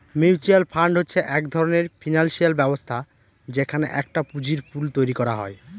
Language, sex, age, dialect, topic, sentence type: Bengali, male, 36-40, Northern/Varendri, banking, statement